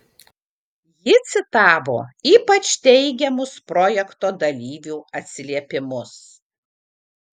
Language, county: Lithuanian, Kaunas